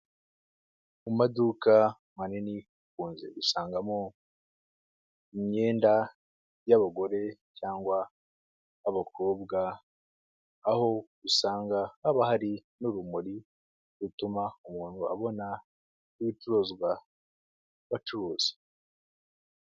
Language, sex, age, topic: Kinyarwanda, male, 25-35, finance